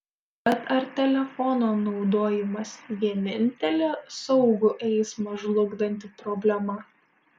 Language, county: Lithuanian, Šiauliai